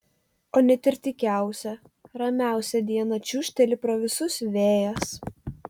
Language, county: Lithuanian, Telšiai